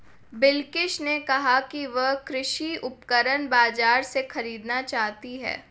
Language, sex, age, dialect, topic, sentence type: Hindi, female, 18-24, Marwari Dhudhari, agriculture, statement